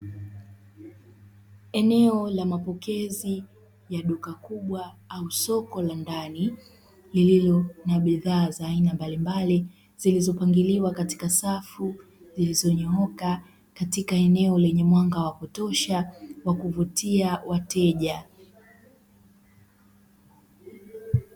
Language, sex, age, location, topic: Swahili, female, 25-35, Dar es Salaam, finance